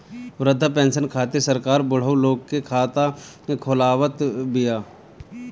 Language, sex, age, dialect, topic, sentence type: Bhojpuri, male, 36-40, Northern, banking, statement